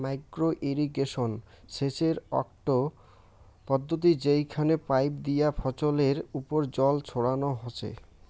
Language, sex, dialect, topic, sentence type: Bengali, male, Rajbangshi, agriculture, statement